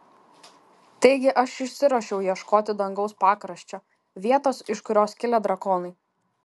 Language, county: Lithuanian, Kaunas